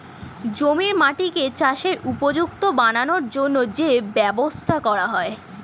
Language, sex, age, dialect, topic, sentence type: Bengali, female, 36-40, Standard Colloquial, agriculture, statement